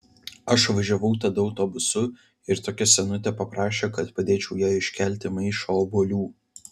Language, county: Lithuanian, Vilnius